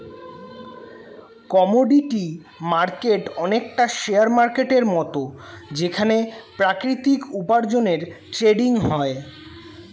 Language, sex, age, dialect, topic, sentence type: Bengali, male, 18-24, Standard Colloquial, banking, statement